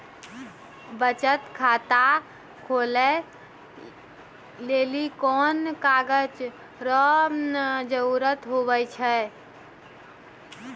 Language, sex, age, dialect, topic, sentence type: Maithili, female, 18-24, Angika, banking, statement